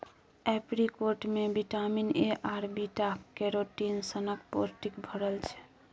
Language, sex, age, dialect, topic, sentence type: Maithili, female, 18-24, Bajjika, agriculture, statement